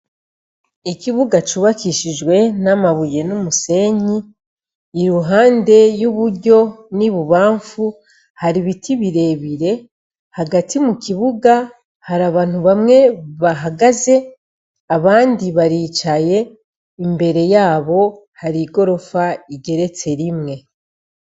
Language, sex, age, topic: Rundi, female, 36-49, education